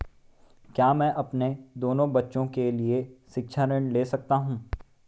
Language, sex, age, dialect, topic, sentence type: Hindi, male, 18-24, Marwari Dhudhari, banking, question